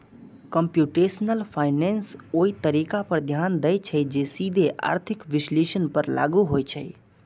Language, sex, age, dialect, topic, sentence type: Maithili, male, 25-30, Eastern / Thethi, banking, statement